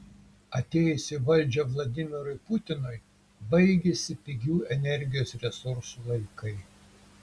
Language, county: Lithuanian, Kaunas